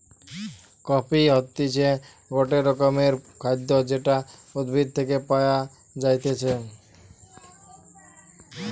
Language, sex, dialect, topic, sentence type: Bengali, male, Western, agriculture, statement